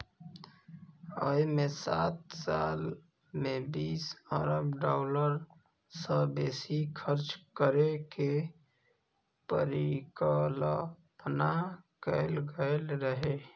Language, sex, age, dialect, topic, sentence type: Maithili, male, 25-30, Eastern / Thethi, banking, statement